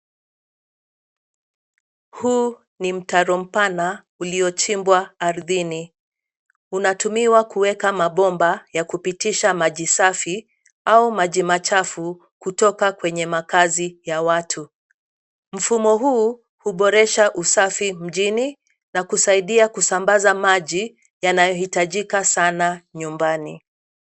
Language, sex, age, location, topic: Swahili, female, 50+, Nairobi, government